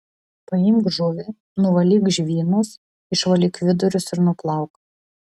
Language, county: Lithuanian, Vilnius